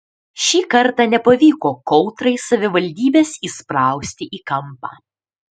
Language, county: Lithuanian, Panevėžys